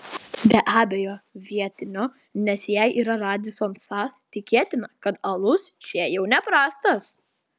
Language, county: Lithuanian, Klaipėda